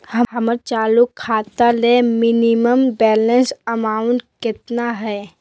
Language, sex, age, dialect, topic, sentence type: Magahi, female, 18-24, Southern, banking, statement